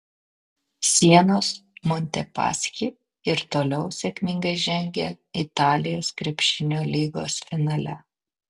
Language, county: Lithuanian, Vilnius